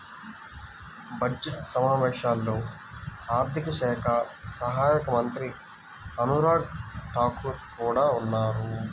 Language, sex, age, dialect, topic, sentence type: Telugu, male, 18-24, Central/Coastal, banking, statement